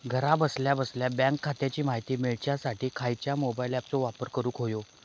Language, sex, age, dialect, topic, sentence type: Marathi, male, 41-45, Southern Konkan, banking, question